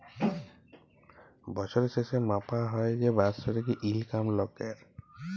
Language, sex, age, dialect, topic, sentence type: Bengali, male, 25-30, Jharkhandi, banking, statement